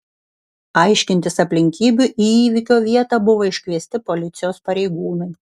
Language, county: Lithuanian, Kaunas